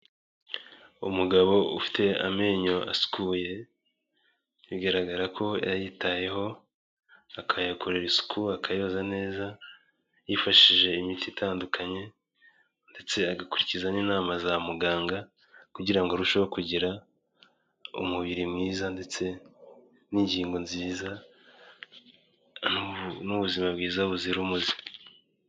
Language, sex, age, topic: Kinyarwanda, male, 25-35, health